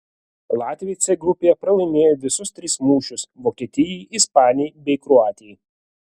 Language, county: Lithuanian, Vilnius